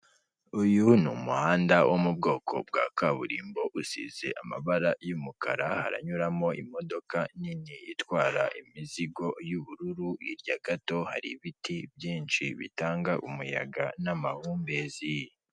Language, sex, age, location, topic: Kinyarwanda, female, 18-24, Kigali, government